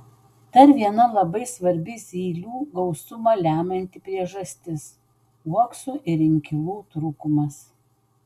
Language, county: Lithuanian, Vilnius